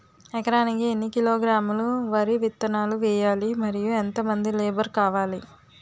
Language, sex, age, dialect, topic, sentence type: Telugu, female, 18-24, Utterandhra, agriculture, question